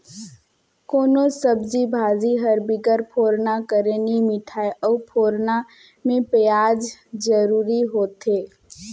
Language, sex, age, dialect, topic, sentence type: Chhattisgarhi, female, 18-24, Northern/Bhandar, agriculture, statement